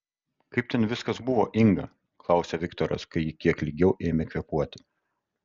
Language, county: Lithuanian, Kaunas